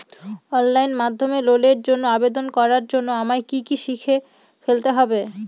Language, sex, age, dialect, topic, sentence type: Bengali, female, 31-35, Northern/Varendri, banking, question